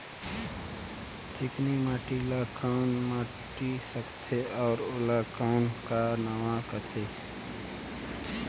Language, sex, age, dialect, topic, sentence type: Chhattisgarhi, male, 18-24, Northern/Bhandar, agriculture, question